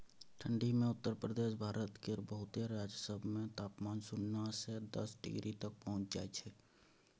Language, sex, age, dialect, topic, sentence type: Maithili, male, 18-24, Bajjika, agriculture, statement